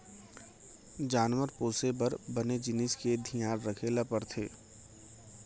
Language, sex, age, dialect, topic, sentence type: Chhattisgarhi, male, 25-30, Central, agriculture, statement